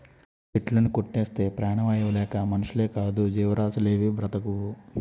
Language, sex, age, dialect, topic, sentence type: Telugu, male, 25-30, Utterandhra, agriculture, statement